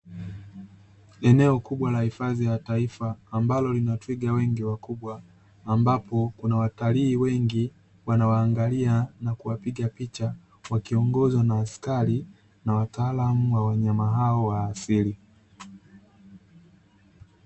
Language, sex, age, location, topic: Swahili, male, 36-49, Dar es Salaam, agriculture